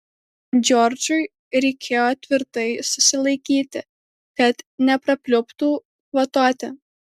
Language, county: Lithuanian, Alytus